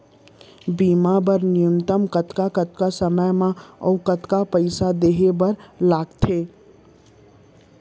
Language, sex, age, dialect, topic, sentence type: Chhattisgarhi, male, 60-100, Central, banking, question